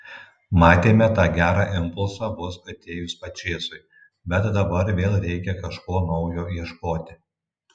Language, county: Lithuanian, Tauragė